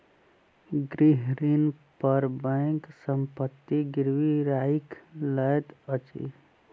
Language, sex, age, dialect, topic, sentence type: Maithili, male, 25-30, Southern/Standard, banking, statement